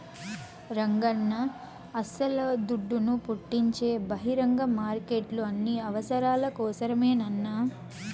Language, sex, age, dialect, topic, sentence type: Telugu, female, 25-30, Southern, banking, statement